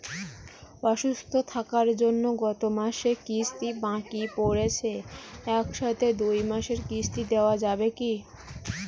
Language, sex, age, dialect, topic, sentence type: Bengali, female, 18-24, Northern/Varendri, banking, question